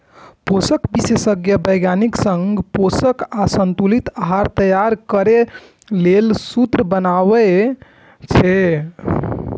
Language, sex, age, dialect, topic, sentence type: Maithili, female, 18-24, Eastern / Thethi, agriculture, statement